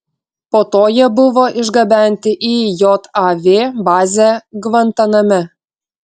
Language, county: Lithuanian, Klaipėda